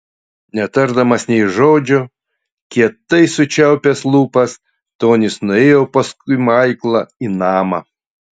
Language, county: Lithuanian, Utena